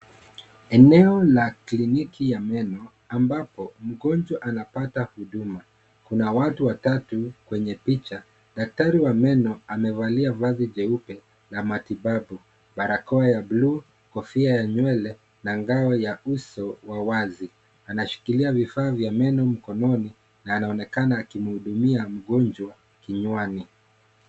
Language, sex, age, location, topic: Swahili, male, 36-49, Kisii, health